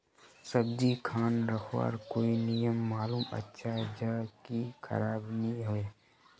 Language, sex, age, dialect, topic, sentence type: Magahi, male, 31-35, Northeastern/Surjapuri, agriculture, question